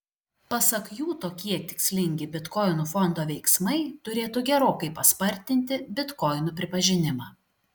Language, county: Lithuanian, Šiauliai